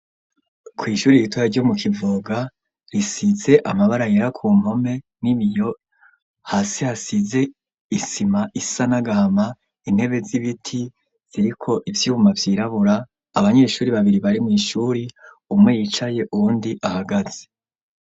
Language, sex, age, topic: Rundi, male, 25-35, education